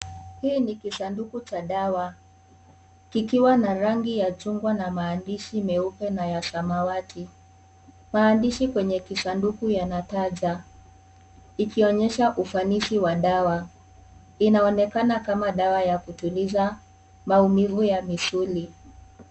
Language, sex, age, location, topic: Swahili, female, 18-24, Kisii, health